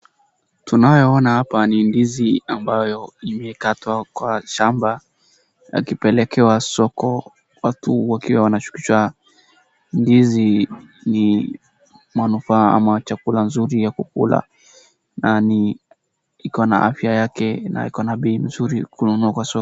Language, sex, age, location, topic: Swahili, male, 18-24, Wajir, agriculture